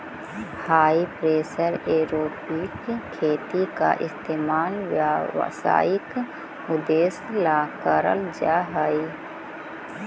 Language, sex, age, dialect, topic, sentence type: Magahi, female, 60-100, Central/Standard, agriculture, statement